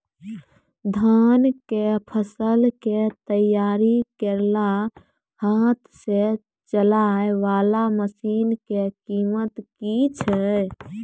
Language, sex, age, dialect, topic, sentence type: Maithili, female, 18-24, Angika, agriculture, question